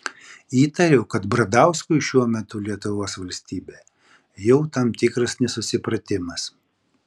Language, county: Lithuanian, Vilnius